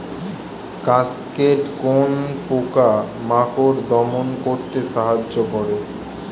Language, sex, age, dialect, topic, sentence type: Bengali, male, 18-24, Standard Colloquial, agriculture, question